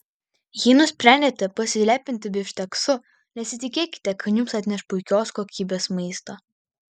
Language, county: Lithuanian, Vilnius